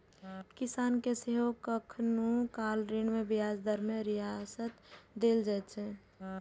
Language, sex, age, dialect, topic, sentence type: Maithili, female, 18-24, Eastern / Thethi, banking, statement